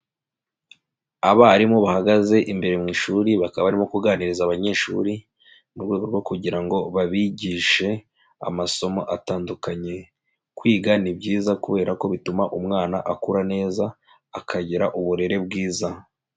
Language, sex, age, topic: Kinyarwanda, male, 25-35, education